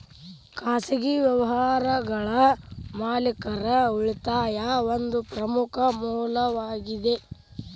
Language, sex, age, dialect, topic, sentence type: Kannada, male, 18-24, Dharwad Kannada, banking, statement